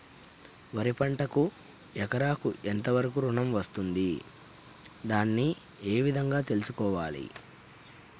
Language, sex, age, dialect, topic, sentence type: Telugu, male, 31-35, Telangana, agriculture, question